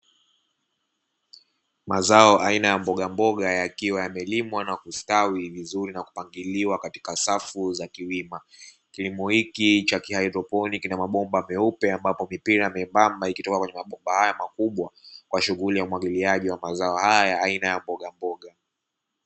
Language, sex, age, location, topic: Swahili, male, 18-24, Dar es Salaam, agriculture